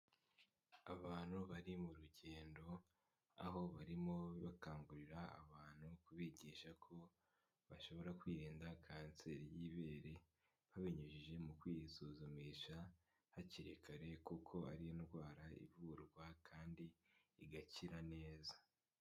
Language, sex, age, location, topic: Kinyarwanda, male, 18-24, Kigali, health